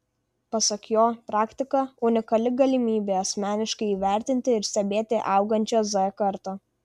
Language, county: Lithuanian, Vilnius